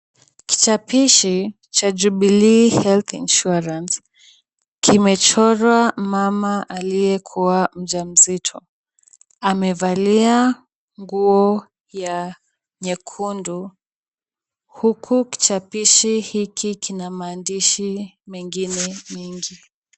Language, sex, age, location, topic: Swahili, female, 18-24, Kisumu, finance